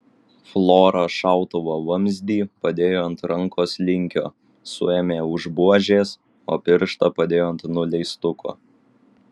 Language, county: Lithuanian, Vilnius